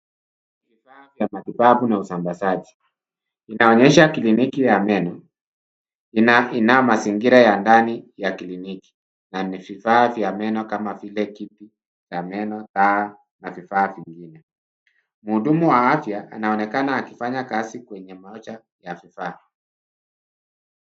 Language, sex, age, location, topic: Swahili, male, 50+, Nairobi, health